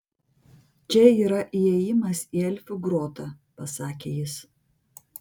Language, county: Lithuanian, Vilnius